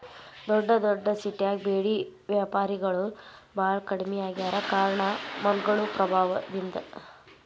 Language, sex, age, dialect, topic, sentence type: Kannada, male, 41-45, Dharwad Kannada, agriculture, statement